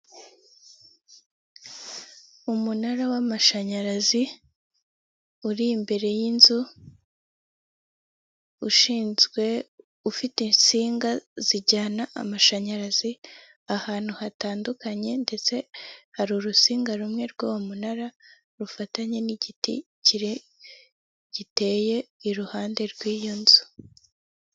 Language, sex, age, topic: Kinyarwanda, female, 18-24, government